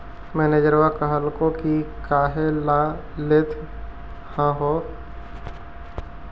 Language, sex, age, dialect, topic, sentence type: Magahi, male, 41-45, Central/Standard, banking, question